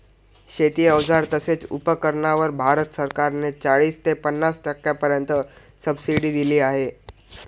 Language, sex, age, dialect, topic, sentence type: Marathi, male, 18-24, Northern Konkan, agriculture, statement